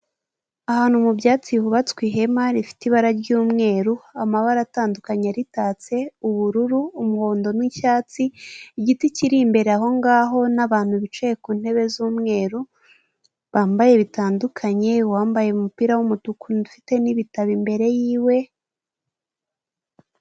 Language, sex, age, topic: Kinyarwanda, female, 18-24, government